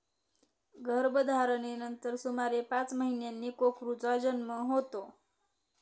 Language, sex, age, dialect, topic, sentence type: Marathi, female, 18-24, Standard Marathi, agriculture, statement